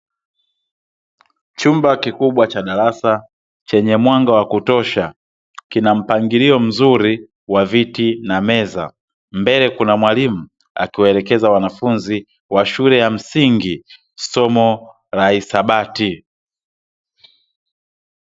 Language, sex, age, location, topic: Swahili, male, 36-49, Dar es Salaam, education